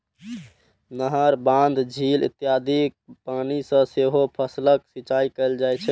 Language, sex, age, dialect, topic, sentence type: Maithili, male, 18-24, Eastern / Thethi, agriculture, statement